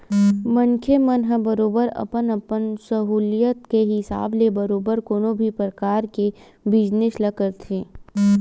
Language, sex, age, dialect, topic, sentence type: Chhattisgarhi, female, 41-45, Western/Budati/Khatahi, banking, statement